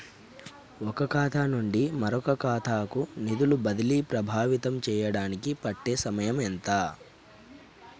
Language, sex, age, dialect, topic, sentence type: Telugu, male, 31-35, Telangana, banking, question